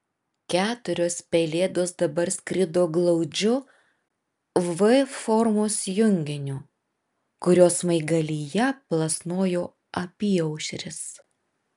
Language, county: Lithuanian, Vilnius